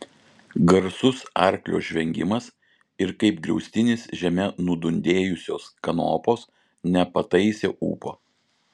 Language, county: Lithuanian, Vilnius